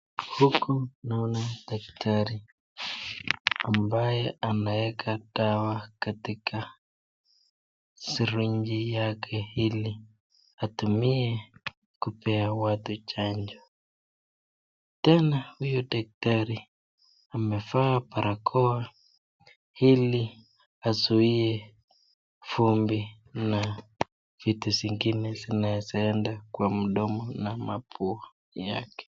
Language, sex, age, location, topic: Swahili, male, 25-35, Nakuru, health